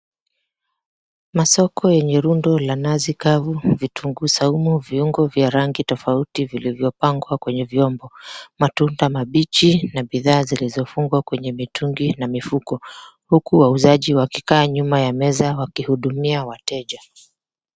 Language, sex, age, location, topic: Swahili, female, 25-35, Mombasa, agriculture